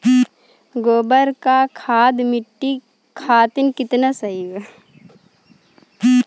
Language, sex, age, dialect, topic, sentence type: Bhojpuri, female, 18-24, Western, agriculture, question